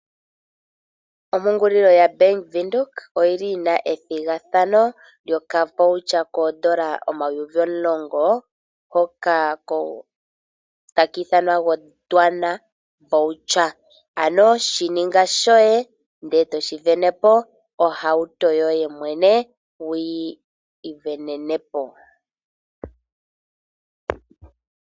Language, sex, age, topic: Oshiwambo, female, 18-24, finance